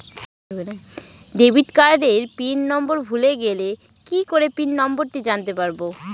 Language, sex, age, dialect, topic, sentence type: Bengali, female, 18-24, Northern/Varendri, banking, question